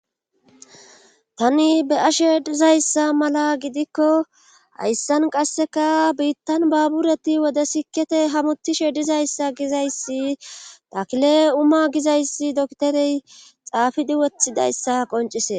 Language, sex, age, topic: Gamo, female, 25-35, government